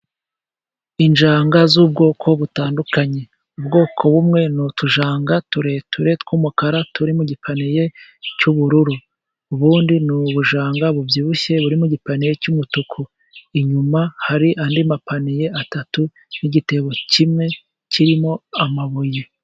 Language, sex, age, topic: Kinyarwanda, male, 25-35, agriculture